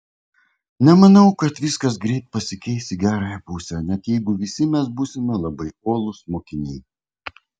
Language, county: Lithuanian, Kaunas